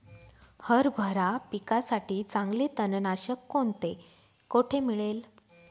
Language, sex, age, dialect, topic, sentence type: Marathi, female, 25-30, Northern Konkan, agriculture, question